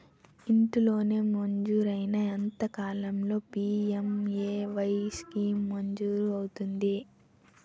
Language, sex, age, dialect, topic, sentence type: Telugu, female, 18-24, Utterandhra, banking, question